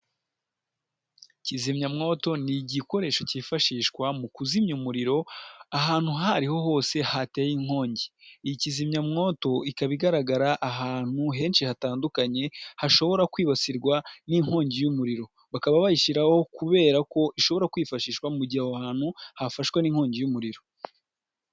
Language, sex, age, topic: Kinyarwanda, female, 18-24, government